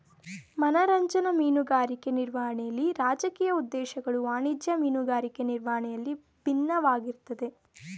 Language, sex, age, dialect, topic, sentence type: Kannada, female, 18-24, Mysore Kannada, agriculture, statement